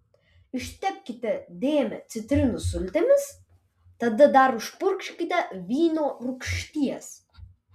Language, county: Lithuanian, Vilnius